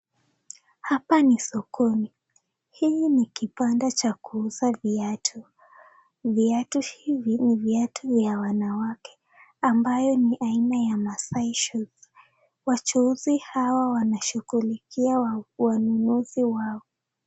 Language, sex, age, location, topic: Swahili, female, 18-24, Nakuru, finance